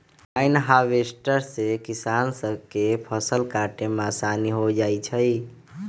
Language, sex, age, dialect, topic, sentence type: Magahi, male, 25-30, Western, agriculture, statement